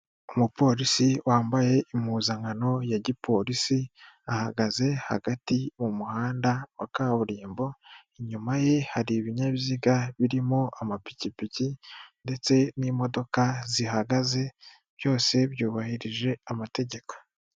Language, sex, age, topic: Kinyarwanda, male, 18-24, government